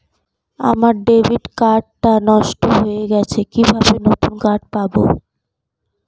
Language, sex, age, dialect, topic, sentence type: Bengali, female, 18-24, Standard Colloquial, banking, question